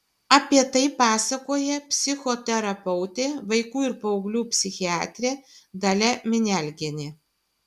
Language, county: Lithuanian, Šiauliai